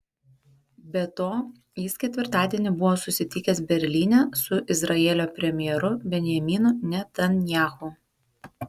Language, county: Lithuanian, Panevėžys